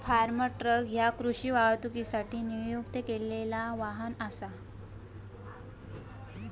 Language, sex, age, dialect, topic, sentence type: Marathi, female, 18-24, Southern Konkan, agriculture, statement